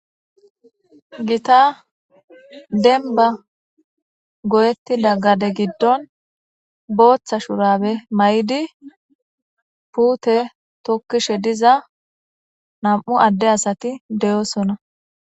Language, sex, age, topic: Gamo, female, 18-24, government